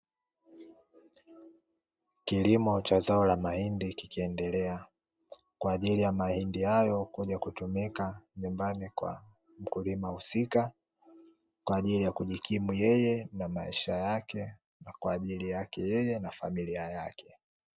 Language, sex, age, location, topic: Swahili, male, 18-24, Dar es Salaam, agriculture